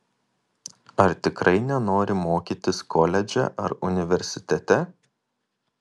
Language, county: Lithuanian, Kaunas